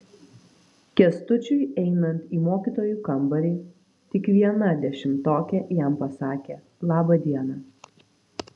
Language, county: Lithuanian, Vilnius